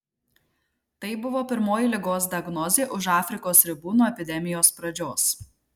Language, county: Lithuanian, Marijampolė